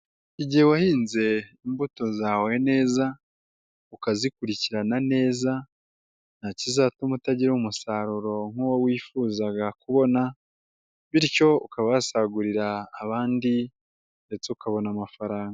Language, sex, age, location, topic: Kinyarwanda, female, 18-24, Nyagatare, agriculture